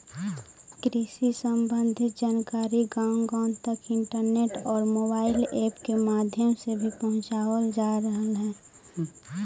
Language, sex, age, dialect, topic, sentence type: Magahi, female, 18-24, Central/Standard, agriculture, statement